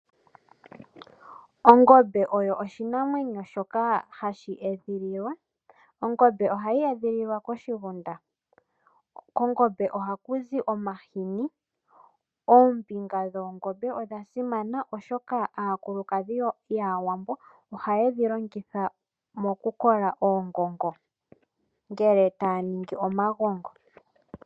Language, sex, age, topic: Oshiwambo, female, 18-24, agriculture